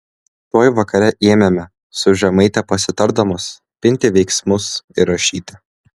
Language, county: Lithuanian, Klaipėda